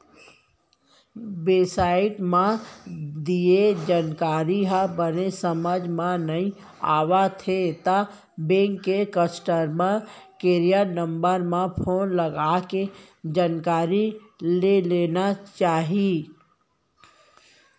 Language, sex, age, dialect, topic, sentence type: Chhattisgarhi, female, 18-24, Central, banking, statement